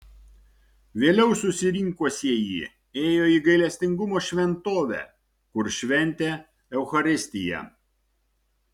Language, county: Lithuanian, Šiauliai